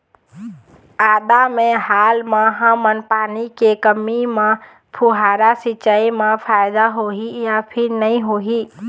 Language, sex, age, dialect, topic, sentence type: Chhattisgarhi, female, 18-24, Eastern, agriculture, question